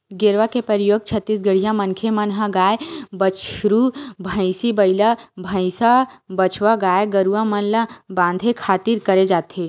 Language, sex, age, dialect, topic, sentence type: Chhattisgarhi, female, 25-30, Western/Budati/Khatahi, agriculture, statement